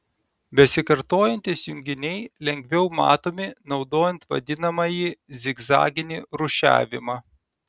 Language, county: Lithuanian, Telšiai